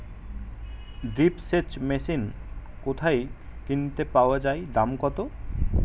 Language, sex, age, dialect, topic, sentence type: Bengali, male, 18-24, Standard Colloquial, agriculture, question